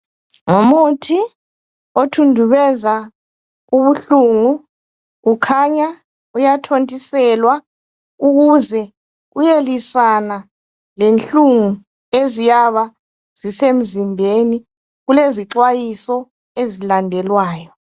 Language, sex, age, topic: North Ndebele, female, 36-49, health